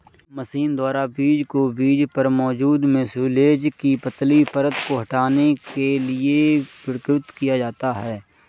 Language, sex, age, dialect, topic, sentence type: Hindi, male, 25-30, Awadhi Bundeli, agriculture, statement